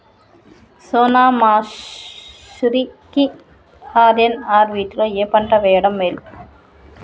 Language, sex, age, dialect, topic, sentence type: Telugu, female, 31-35, Telangana, agriculture, question